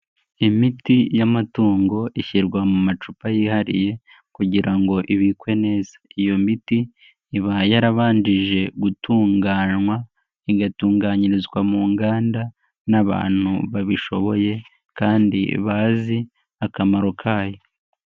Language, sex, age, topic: Kinyarwanda, male, 18-24, agriculture